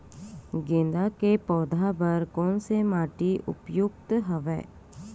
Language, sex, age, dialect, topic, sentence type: Chhattisgarhi, female, 31-35, Western/Budati/Khatahi, agriculture, question